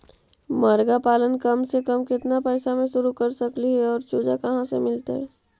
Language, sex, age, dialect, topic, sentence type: Magahi, female, 56-60, Central/Standard, agriculture, question